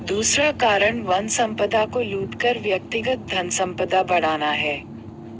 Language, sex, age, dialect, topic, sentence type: Hindi, male, 25-30, Marwari Dhudhari, agriculture, statement